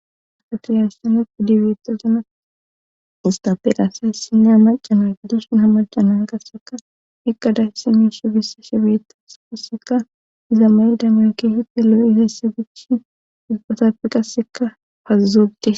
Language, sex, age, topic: Gamo, female, 18-24, government